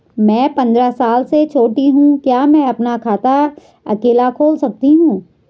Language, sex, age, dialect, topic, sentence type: Hindi, female, 41-45, Garhwali, banking, question